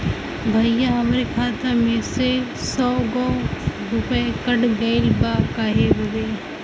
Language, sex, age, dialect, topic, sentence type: Bhojpuri, female, <18, Western, banking, question